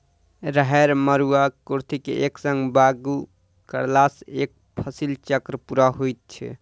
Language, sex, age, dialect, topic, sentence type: Maithili, male, 18-24, Southern/Standard, agriculture, statement